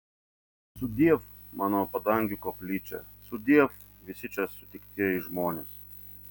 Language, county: Lithuanian, Vilnius